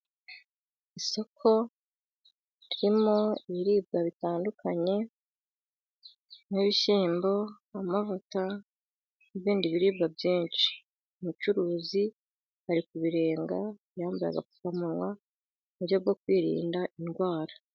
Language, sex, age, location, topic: Kinyarwanda, female, 18-24, Gakenke, agriculture